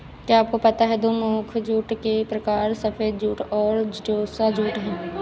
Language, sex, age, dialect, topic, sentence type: Hindi, female, 18-24, Awadhi Bundeli, agriculture, statement